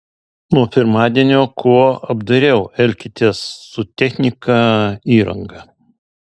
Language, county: Lithuanian, Alytus